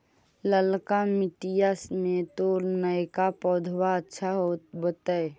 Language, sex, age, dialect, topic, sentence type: Magahi, female, 18-24, Central/Standard, agriculture, question